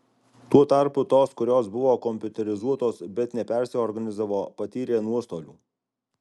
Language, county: Lithuanian, Alytus